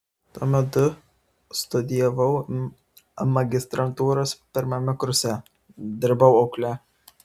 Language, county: Lithuanian, Vilnius